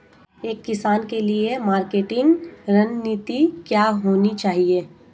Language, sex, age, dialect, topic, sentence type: Hindi, female, 25-30, Marwari Dhudhari, agriculture, question